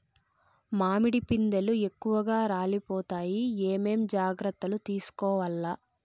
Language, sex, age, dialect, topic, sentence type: Telugu, female, 46-50, Southern, agriculture, question